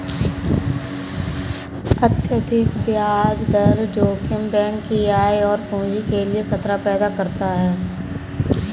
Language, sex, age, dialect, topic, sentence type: Hindi, female, 18-24, Kanauji Braj Bhasha, banking, statement